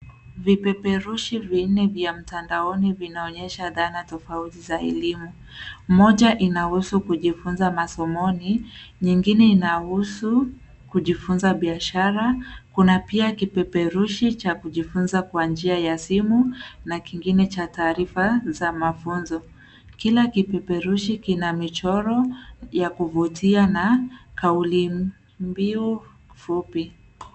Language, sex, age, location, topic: Swahili, female, 25-35, Nairobi, education